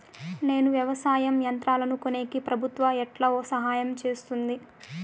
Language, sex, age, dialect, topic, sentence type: Telugu, female, 18-24, Southern, agriculture, question